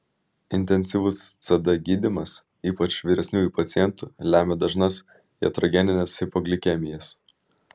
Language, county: Lithuanian, Vilnius